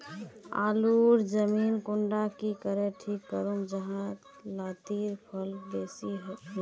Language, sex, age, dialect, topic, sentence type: Magahi, female, 18-24, Northeastern/Surjapuri, agriculture, question